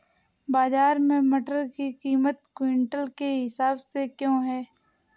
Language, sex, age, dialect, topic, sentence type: Hindi, female, 18-24, Awadhi Bundeli, agriculture, question